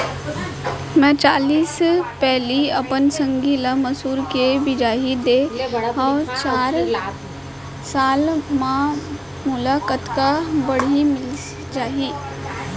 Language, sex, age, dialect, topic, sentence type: Chhattisgarhi, female, 18-24, Central, agriculture, question